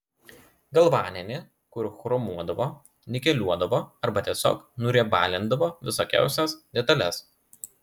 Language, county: Lithuanian, Klaipėda